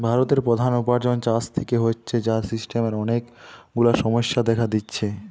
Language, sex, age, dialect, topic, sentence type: Bengali, male, 18-24, Western, agriculture, statement